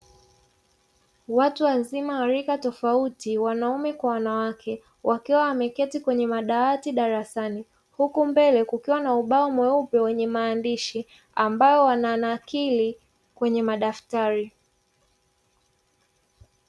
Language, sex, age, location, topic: Swahili, female, 36-49, Dar es Salaam, education